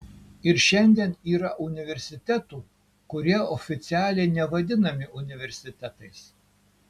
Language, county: Lithuanian, Kaunas